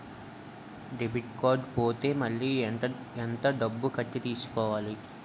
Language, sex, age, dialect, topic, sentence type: Telugu, male, 18-24, Utterandhra, banking, question